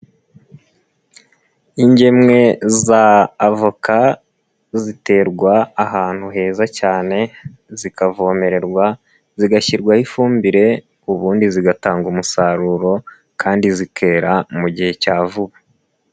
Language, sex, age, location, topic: Kinyarwanda, male, 18-24, Nyagatare, agriculture